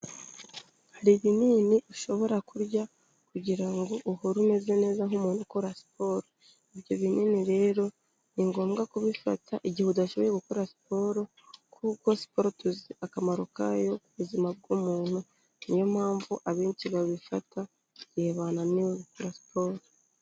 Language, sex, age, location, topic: Kinyarwanda, female, 25-35, Kigali, health